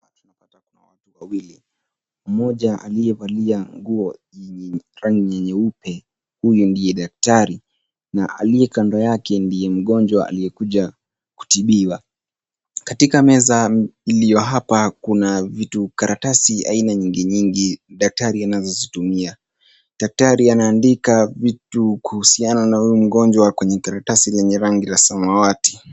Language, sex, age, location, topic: Swahili, male, 18-24, Nairobi, health